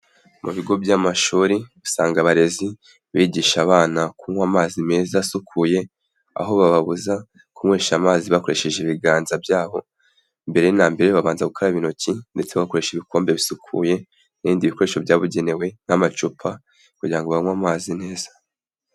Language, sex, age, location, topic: Kinyarwanda, male, 18-24, Kigali, health